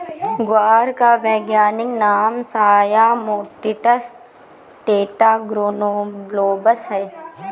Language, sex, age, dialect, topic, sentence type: Hindi, female, 18-24, Awadhi Bundeli, agriculture, statement